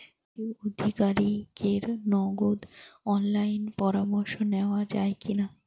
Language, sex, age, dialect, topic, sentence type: Bengali, female, 18-24, Rajbangshi, agriculture, question